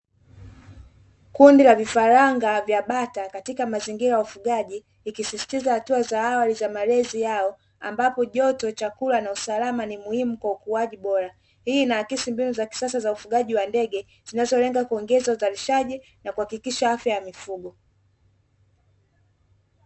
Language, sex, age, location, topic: Swahili, female, 25-35, Dar es Salaam, agriculture